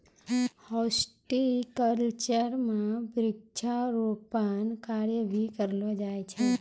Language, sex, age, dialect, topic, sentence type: Maithili, female, 25-30, Angika, agriculture, statement